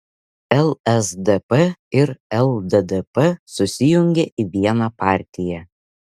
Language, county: Lithuanian, Šiauliai